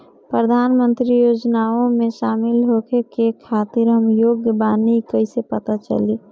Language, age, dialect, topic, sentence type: Bhojpuri, 25-30, Northern, banking, question